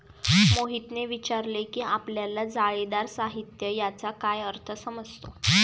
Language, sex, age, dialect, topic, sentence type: Marathi, female, 18-24, Standard Marathi, agriculture, statement